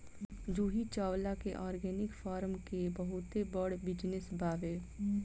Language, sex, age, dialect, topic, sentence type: Bhojpuri, female, 25-30, Southern / Standard, agriculture, statement